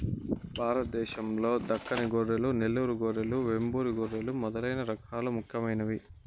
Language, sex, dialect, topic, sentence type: Telugu, male, Southern, agriculture, statement